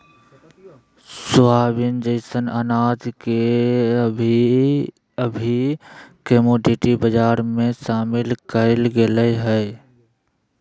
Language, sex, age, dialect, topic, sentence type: Magahi, male, 31-35, Southern, banking, statement